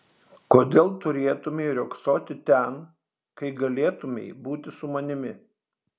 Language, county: Lithuanian, Šiauliai